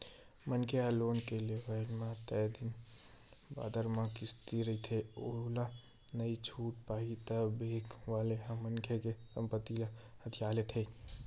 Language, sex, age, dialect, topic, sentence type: Chhattisgarhi, male, 18-24, Western/Budati/Khatahi, banking, statement